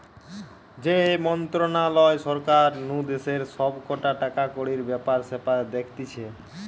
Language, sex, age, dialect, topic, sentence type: Bengali, female, 18-24, Western, banking, statement